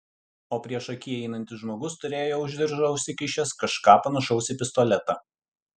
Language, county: Lithuanian, Utena